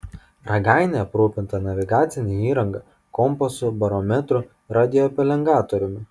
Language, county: Lithuanian, Kaunas